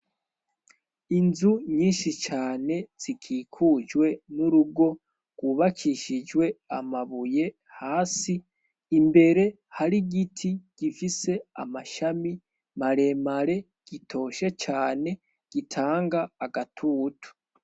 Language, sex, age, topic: Rundi, female, 18-24, education